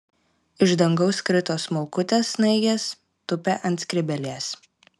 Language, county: Lithuanian, Klaipėda